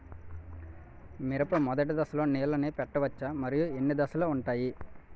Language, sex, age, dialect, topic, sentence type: Telugu, male, 25-30, Utterandhra, agriculture, question